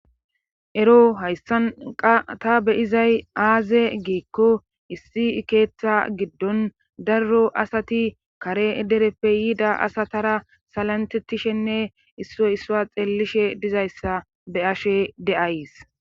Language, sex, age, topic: Gamo, female, 18-24, government